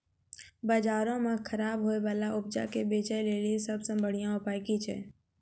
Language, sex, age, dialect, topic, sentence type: Maithili, female, 31-35, Angika, agriculture, statement